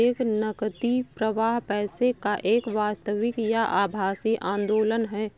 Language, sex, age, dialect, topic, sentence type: Hindi, female, 25-30, Awadhi Bundeli, banking, statement